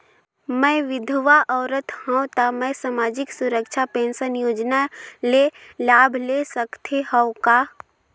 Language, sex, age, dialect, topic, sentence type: Chhattisgarhi, female, 18-24, Northern/Bhandar, banking, question